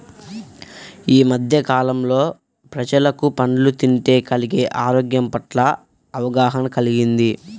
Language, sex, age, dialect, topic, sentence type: Telugu, male, 41-45, Central/Coastal, agriculture, statement